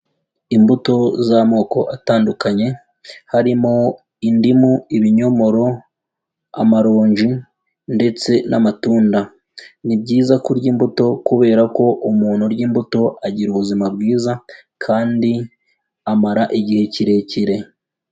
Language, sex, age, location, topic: Kinyarwanda, male, 18-24, Huye, agriculture